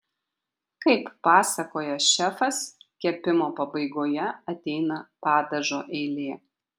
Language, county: Lithuanian, Kaunas